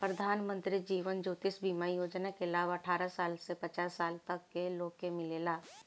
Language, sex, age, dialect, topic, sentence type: Bhojpuri, male, 25-30, Northern, banking, statement